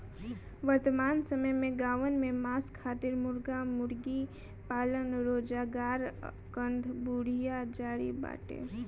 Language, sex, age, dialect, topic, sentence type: Bhojpuri, female, 18-24, Northern, agriculture, statement